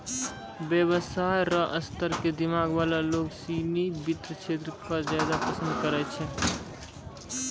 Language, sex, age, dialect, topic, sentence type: Maithili, male, 18-24, Angika, banking, statement